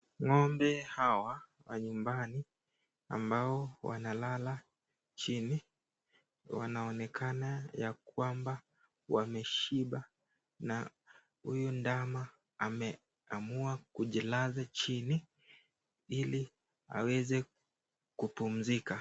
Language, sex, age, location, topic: Swahili, male, 18-24, Nakuru, agriculture